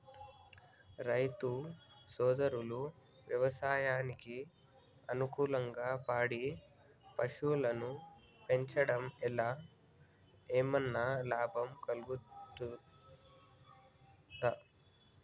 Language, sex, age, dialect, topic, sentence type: Telugu, male, 56-60, Telangana, agriculture, question